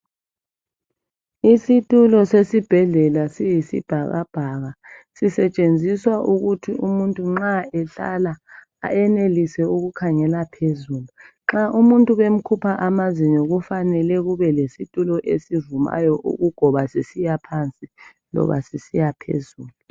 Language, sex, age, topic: North Ndebele, female, 50+, health